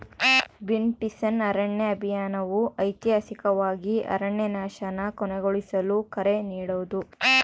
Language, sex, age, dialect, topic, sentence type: Kannada, female, 18-24, Central, agriculture, statement